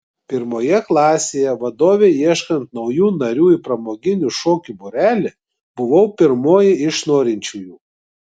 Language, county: Lithuanian, Klaipėda